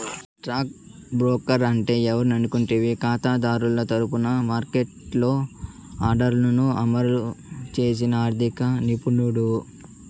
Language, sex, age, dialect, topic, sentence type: Telugu, male, 18-24, Southern, banking, statement